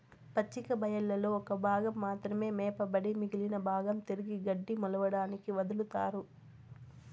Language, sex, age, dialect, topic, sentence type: Telugu, female, 18-24, Southern, agriculture, statement